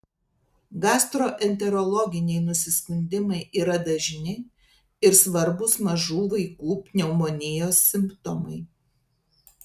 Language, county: Lithuanian, Telšiai